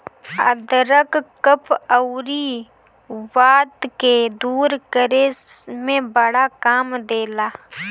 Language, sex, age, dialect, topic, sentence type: Bhojpuri, female, 18-24, Northern, agriculture, statement